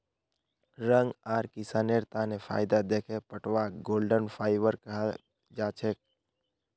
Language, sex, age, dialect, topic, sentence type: Magahi, male, 25-30, Northeastern/Surjapuri, agriculture, statement